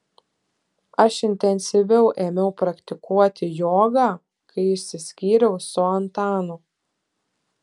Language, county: Lithuanian, Telšiai